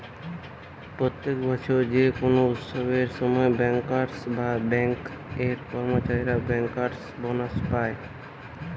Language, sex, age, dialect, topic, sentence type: Bengali, male, 18-24, Western, banking, statement